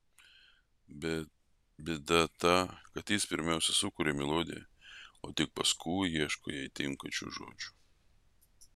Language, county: Lithuanian, Vilnius